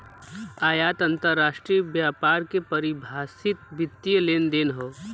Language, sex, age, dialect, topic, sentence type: Bhojpuri, male, 25-30, Western, banking, statement